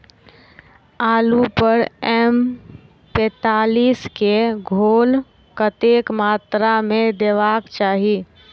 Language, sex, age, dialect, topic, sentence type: Maithili, female, 25-30, Southern/Standard, agriculture, question